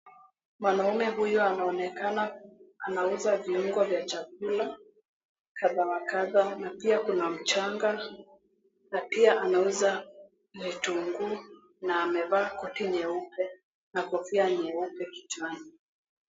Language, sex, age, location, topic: Swahili, female, 18-24, Mombasa, agriculture